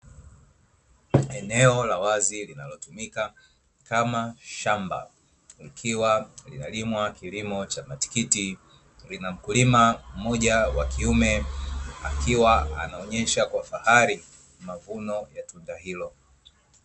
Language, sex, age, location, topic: Swahili, male, 25-35, Dar es Salaam, agriculture